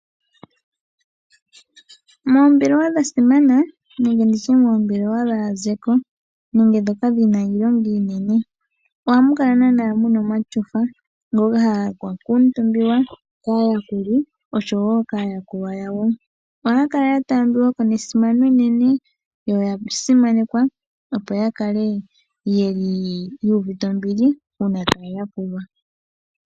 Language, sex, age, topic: Oshiwambo, male, 25-35, finance